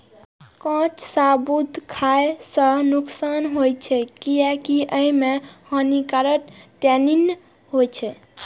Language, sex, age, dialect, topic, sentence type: Maithili, female, 18-24, Eastern / Thethi, agriculture, statement